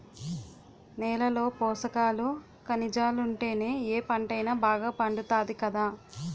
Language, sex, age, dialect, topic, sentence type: Telugu, female, 18-24, Utterandhra, agriculture, statement